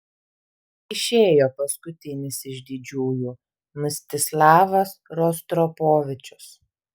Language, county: Lithuanian, Vilnius